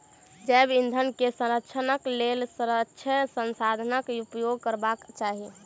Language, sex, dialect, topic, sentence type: Maithili, female, Southern/Standard, agriculture, statement